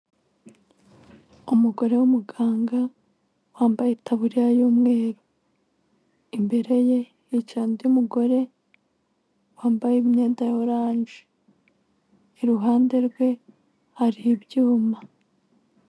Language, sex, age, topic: Kinyarwanda, female, 25-35, government